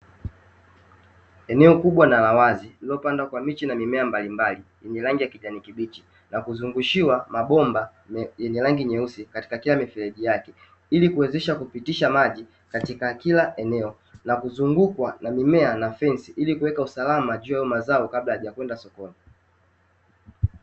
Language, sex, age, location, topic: Swahili, male, 18-24, Dar es Salaam, agriculture